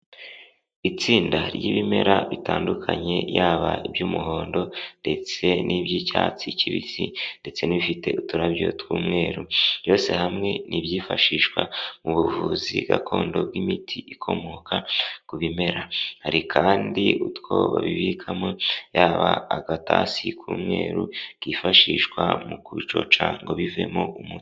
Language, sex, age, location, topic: Kinyarwanda, male, 18-24, Huye, health